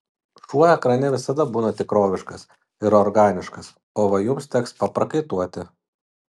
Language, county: Lithuanian, Utena